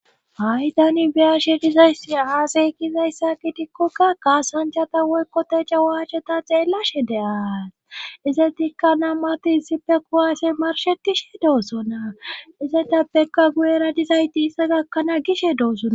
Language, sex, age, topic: Gamo, female, 25-35, government